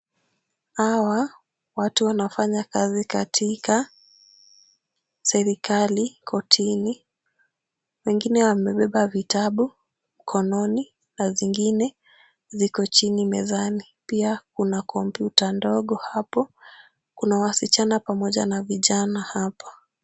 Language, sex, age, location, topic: Swahili, female, 18-24, Kisumu, government